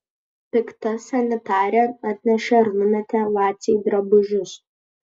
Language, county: Lithuanian, Kaunas